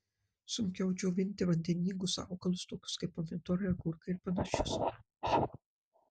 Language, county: Lithuanian, Marijampolė